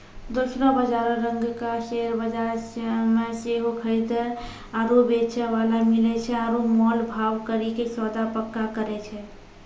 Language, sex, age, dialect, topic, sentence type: Maithili, female, 18-24, Angika, banking, statement